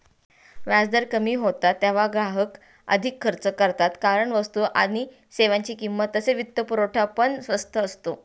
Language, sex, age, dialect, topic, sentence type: Marathi, female, 31-35, Standard Marathi, banking, statement